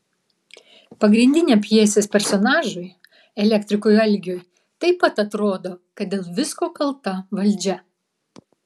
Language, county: Lithuanian, Vilnius